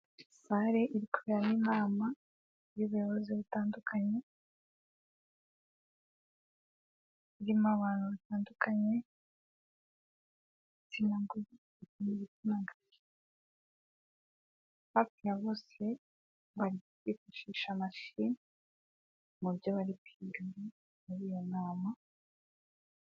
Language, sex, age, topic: Kinyarwanda, male, 18-24, government